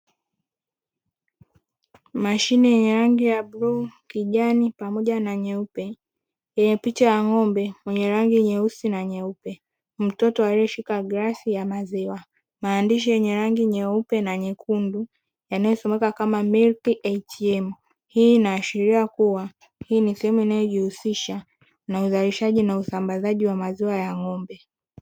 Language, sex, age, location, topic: Swahili, female, 18-24, Dar es Salaam, finance